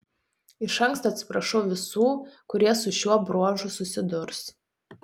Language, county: Lithuanian, Telšiai